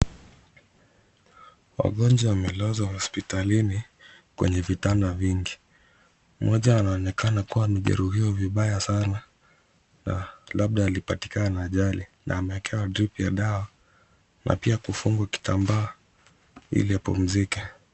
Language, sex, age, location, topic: Swahili, male, 25-35, Kisumu, health